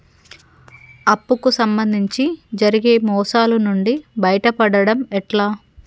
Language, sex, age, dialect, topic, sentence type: Telugu, female, 36-40, Telangana, banking, question